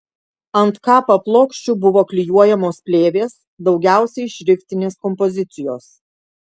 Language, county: Lithuanian, Kaunas